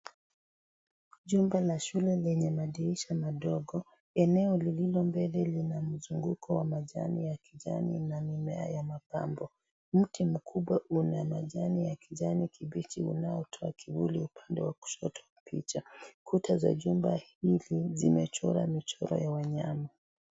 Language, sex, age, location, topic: Swahili, female, 36-49, Kisii, education